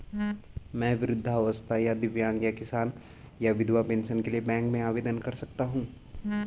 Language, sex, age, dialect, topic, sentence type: Hindi, male, 18-24, Garhwali, banking, question